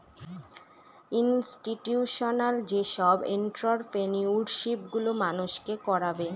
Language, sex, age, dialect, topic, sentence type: Bengali, female, 18-24, Northern/Varendri, banking, statement